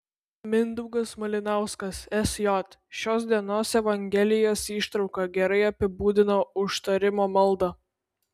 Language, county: Lithuanian, Vilnius